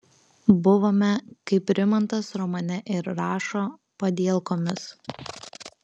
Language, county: Lithuanian, Kaunas